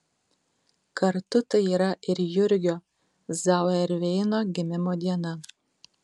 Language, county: Lithuanian, Tauragė